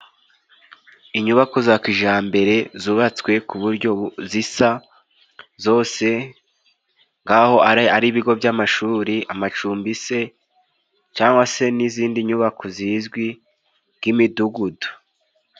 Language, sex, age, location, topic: Kinyarwanda, male, 18-24, Musanze, government